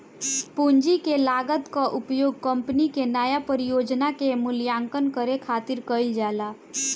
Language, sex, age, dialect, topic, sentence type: Bhojpuri, female, 18-24, Northern, banking, statement